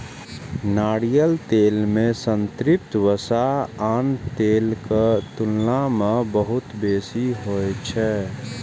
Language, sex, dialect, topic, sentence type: Maithili, male, Eastern / Thethi, agriculture, statement